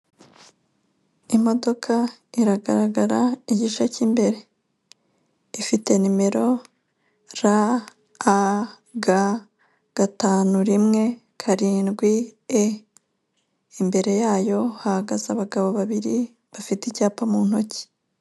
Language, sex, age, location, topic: Kinyarwanda, female, 25-35, Kigali, finance